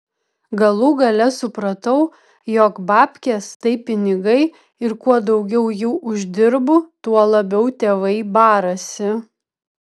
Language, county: Lithuanian, Vilnius